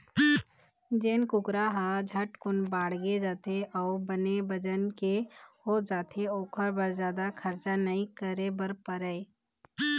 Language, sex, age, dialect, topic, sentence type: Chhattisgarhi, female, 25-30, Eastern, agriculture, statement